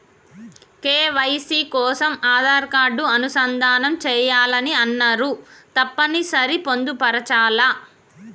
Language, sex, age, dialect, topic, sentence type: Telugu, female, 31-35, Telangana, banking, question